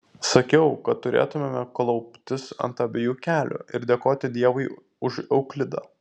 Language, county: Lithuanian, Vilnius